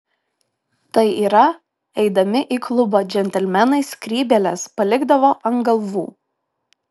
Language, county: Lithuanian, Šiauliai